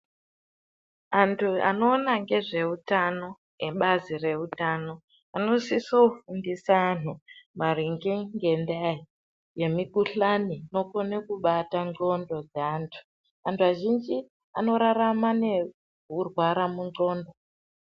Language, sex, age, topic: Ndau, female, 18-24, health